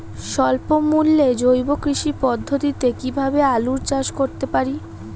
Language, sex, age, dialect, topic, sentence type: Bengali, female, 31-35, Rajbangshi, agriculture, question